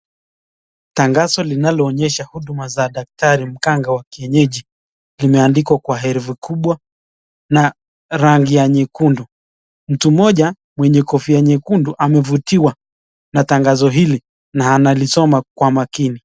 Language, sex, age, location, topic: Swahili, male, 25-35, Nakuru, health